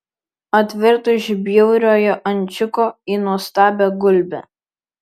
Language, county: Lithuanian, Vilnius